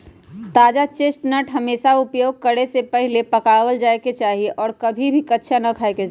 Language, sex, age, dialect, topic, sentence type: Magahi, female, 31-35, Western, agriculture, statement